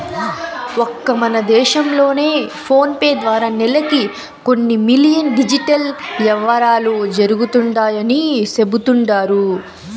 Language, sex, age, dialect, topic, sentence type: Telugu, female, 18-24, Southern, banking, statement